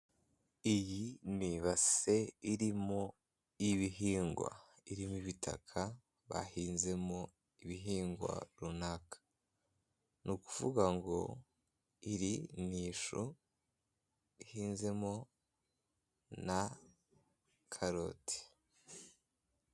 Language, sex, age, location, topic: Kinyarwanda, male, 18-24, Kigali, agriculture